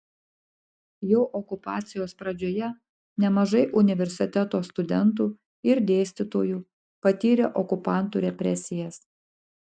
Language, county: Lithuanian, Klaipėda